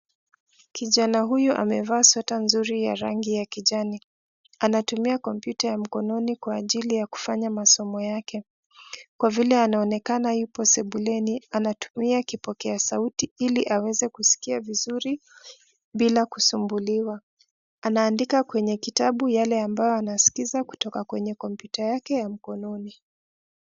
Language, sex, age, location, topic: Swahili, female, 36-49, Nairobi, education